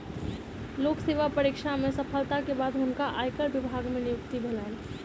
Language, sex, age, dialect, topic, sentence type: Maithili, female, 25-30, Southern/Standard, banking, statement